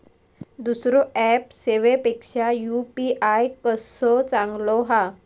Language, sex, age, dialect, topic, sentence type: Marathi, female, 18-24, Southern Konkan, banking, question